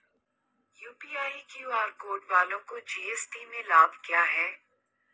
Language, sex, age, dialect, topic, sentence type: Hindi, female, 25-30, Marwari Dhudhari, banking, question